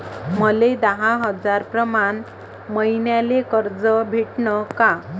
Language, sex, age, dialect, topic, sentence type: Marathi, female, 25-30, Varhadi, banking, question